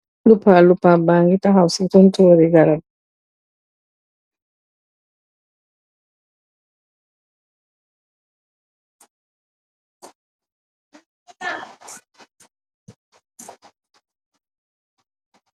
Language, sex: Wolof, female